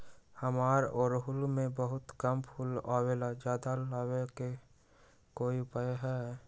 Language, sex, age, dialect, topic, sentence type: Magahi, male, 18-24, Western, agriculture, question